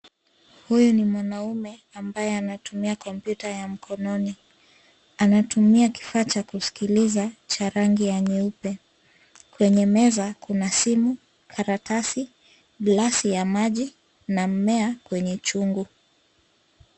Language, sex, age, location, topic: Swahili, female, 25-35, Nairobi, education